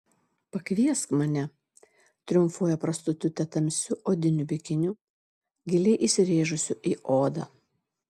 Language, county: Lithuanian, Šiauliai